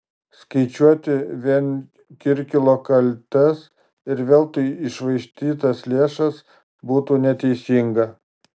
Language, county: Lithuanian, Marijampolė